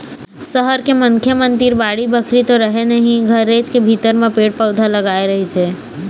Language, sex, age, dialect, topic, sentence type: Chhattisgarhi, female, 18-24, Eastern, agriculture, statement